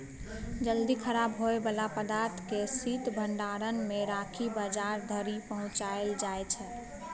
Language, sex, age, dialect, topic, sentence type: Maithili, female, 18-24, Bajjika, agriculture, statement